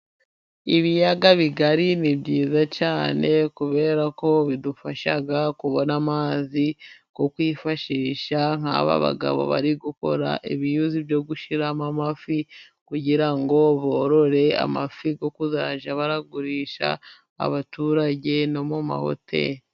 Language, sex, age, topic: Kinyarwanda, female, 25-35, agriculture